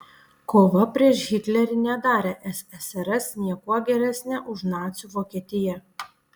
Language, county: Lithuanian, Panevėžys